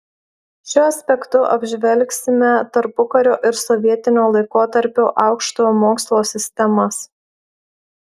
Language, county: Lithuanian, Marijampolė